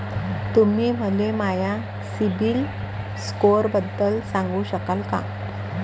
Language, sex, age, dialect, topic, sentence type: Marathi, female, 25-30, Varhadi, banking, statement